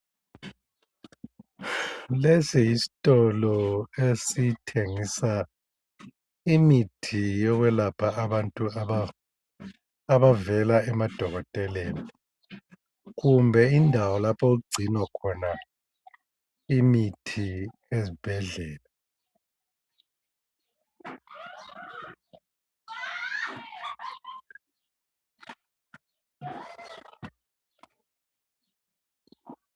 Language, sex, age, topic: North Ndebele, male, 50+, health